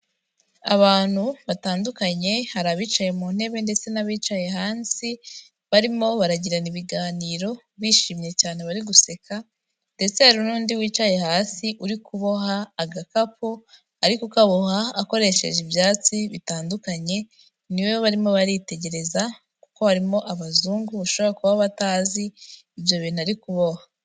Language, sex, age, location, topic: Kinyarwanda, female, 18-24, Kigali, health